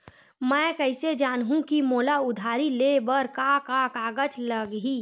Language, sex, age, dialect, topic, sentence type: Chhattisgarhi, female, 60-100, Western/Budati/Khatahi, banking, question